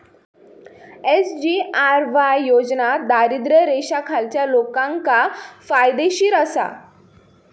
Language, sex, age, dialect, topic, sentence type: Marathi, female, 18-24, Southern Konkan, banking, statement